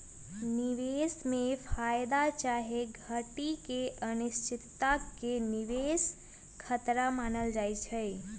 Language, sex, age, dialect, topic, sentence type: Magahi, female, 18-24, Western, banking, statement